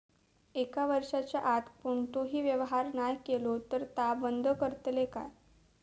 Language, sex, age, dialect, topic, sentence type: Marathi, female, 18-24, Southern Konkan, banking, question